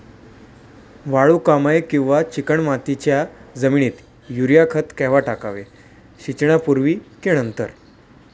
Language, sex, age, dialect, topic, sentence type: Marathi, male, 18-24, Standard Marathi, agriculture, question